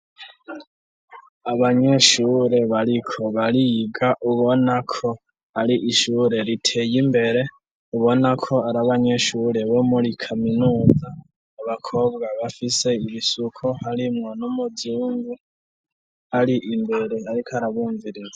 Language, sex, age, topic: Rundi, female, 25-35, education